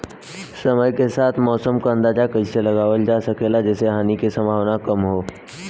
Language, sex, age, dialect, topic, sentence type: Bhojpuri, male, 18-24, Western, agriculture, question